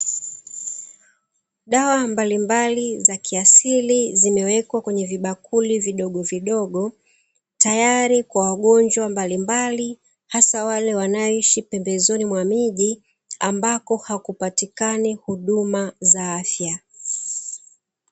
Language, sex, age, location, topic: Swahili, female, 36-49, Dar es Salaam, health